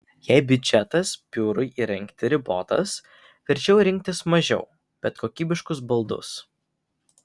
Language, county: Lithuanian, Vilnius